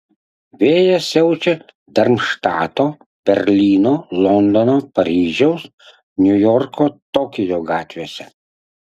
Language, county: Lithuanian, Utena